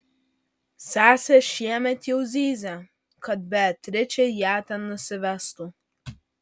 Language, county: Lithuanian, Vilnius